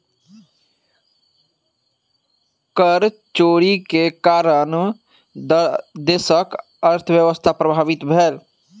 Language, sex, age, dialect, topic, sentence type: Maithili, male, 18-24, Southern/Standard, banking, statement